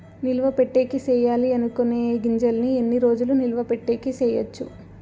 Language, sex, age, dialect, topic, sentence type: Telugu, female, 18-24, Southern, agriculture, question